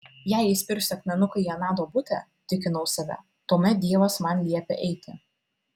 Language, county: Lithuanian, Vilnius